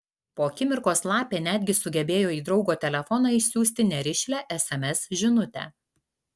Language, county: Lithuanian, Alytus